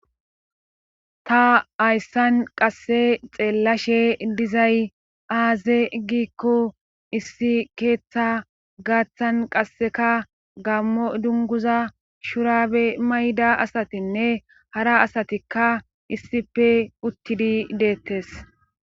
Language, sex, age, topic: Gamo, female, 25-35, government